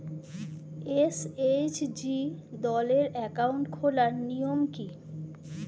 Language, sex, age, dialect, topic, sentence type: Bengali, female, 41-45, Standard Colloquial, banking, question